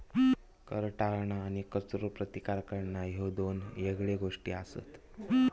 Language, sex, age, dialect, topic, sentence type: Marathi, male, 18-24, Southern Konkan, banking, statement